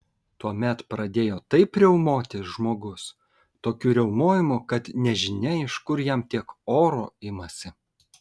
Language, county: Lithuanian, Kaunas